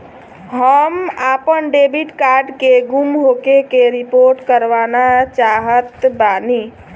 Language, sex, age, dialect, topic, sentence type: Bhojpuri, female, 18-24, Southern / Standard, banking, statement